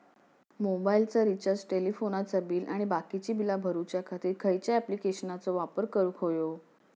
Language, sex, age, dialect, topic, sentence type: Marathi, female, 56-60, Southern Konkan, banking, question